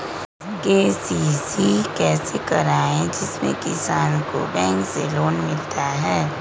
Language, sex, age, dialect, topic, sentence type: Magahi, female, 25-30, Western, agriculture, question